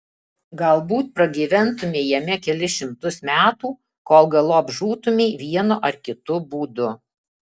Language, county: Lithuanian, Alytus